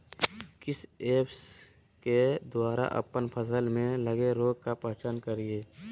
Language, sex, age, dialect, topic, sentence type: Magahi, male, 18-24, Southern, agriculture, question